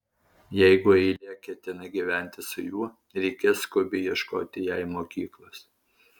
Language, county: Lithuanian, Alytus